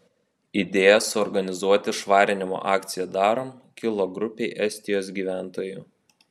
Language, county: Lithuanian, Vilnius